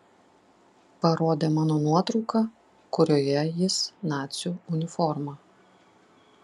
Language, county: Lithuanian, Klaipėda